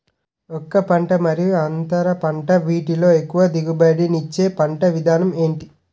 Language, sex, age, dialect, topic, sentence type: Telugu, male, 18-24, Utterandhra, agriculture, question